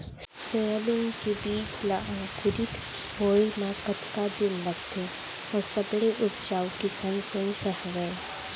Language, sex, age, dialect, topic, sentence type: Chhattisgarhi, female, 18-24, Central, agriculture, question